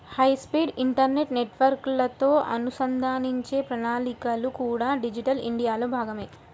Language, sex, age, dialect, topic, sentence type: Telugu, female, 18-24, Central/Coastal, banking, statement